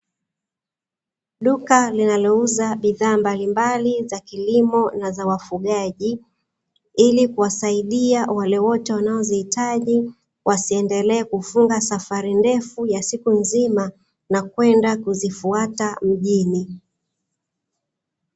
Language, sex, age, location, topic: Swahili, female, 36-49, Dar es Salaam, agriculture